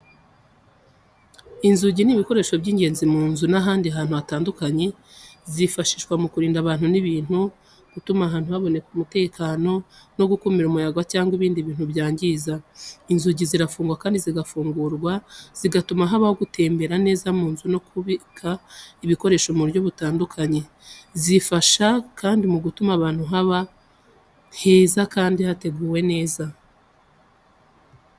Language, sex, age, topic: Kinyarwanda, female, 25-35, education